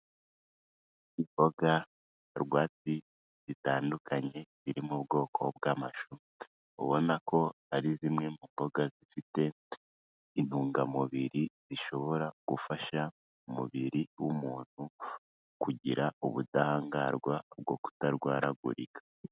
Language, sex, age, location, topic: Kinyarwanda, female, 25-35, Kigali, health